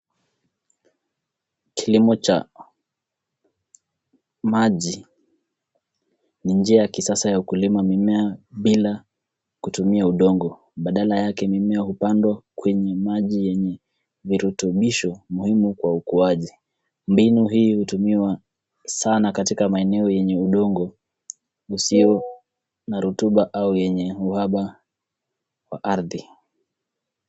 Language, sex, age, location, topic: Swahili, male, 18-24, Nairobi, agriculture